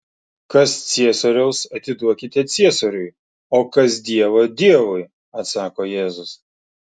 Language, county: Lithuanian, Klaipėda